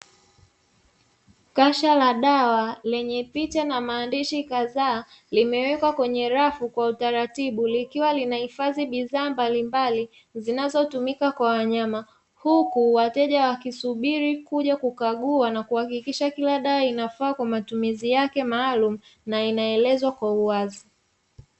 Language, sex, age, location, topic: Swahili, female, 25-35, Dar es Salaam, agriculture